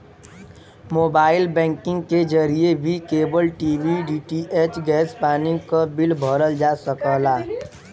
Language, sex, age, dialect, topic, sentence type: Bhojpuri, male, 18-24, Western, banking, statement